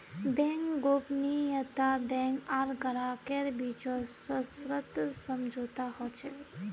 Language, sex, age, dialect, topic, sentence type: Magahi, female, 18-24, Northeastern/Surjapuri, banking, statement